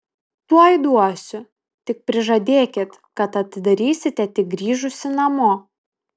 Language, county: Lithuanian, Vilnius